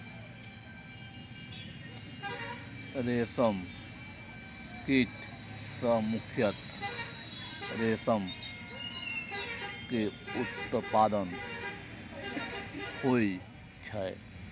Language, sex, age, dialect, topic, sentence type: Maithili, male, 31-35, Eastern / Thethi, agriculture, statement